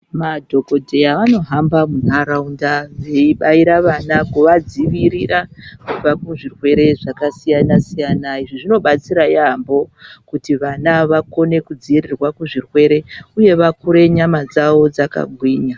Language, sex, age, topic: Ndau, female, 36-49, health